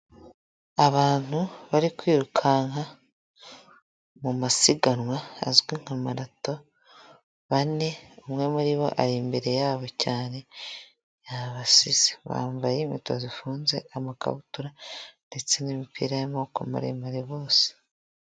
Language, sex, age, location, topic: Kinyarwanda, female, 25-35, Huye, health